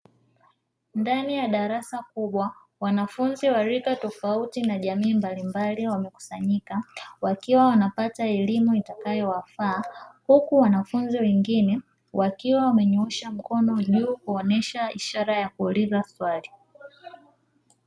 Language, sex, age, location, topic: Swahili, female, 25-35, Dar es Salaam, education